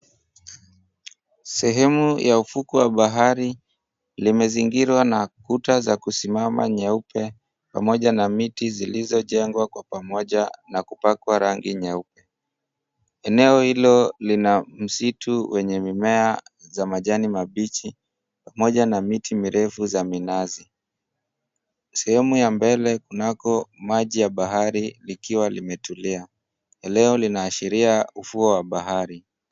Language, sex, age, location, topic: Swahili, male, 18-24, Mombasa, government